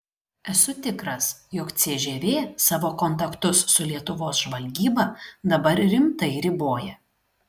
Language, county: Lithuanian, Šiauliai